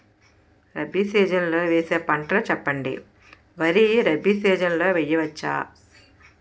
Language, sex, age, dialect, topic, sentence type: Telugu, female, 18-24, Utterandhra, agriculture, question